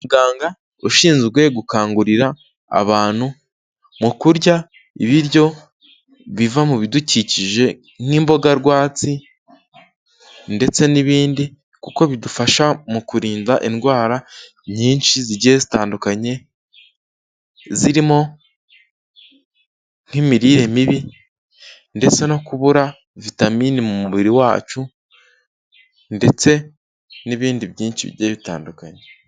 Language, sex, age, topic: Kinyarwanda, male, 18-24, health